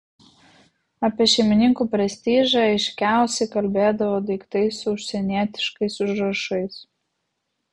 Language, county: Lithuanian, Vilnius